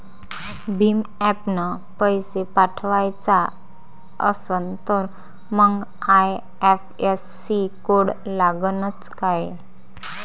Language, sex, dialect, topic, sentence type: Marathi, female, Varhadi, banking, question